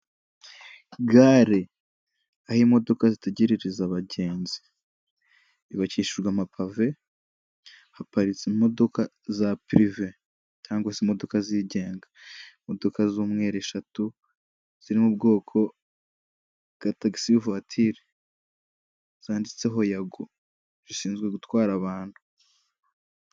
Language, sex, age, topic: Kinyarwanda, male, 18-24, government